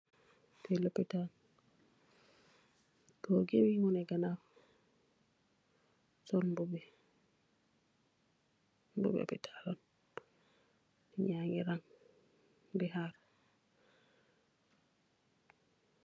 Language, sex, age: Wolof, female, 25-35